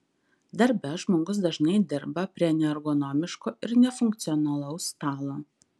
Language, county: Lithuanian, Vilnius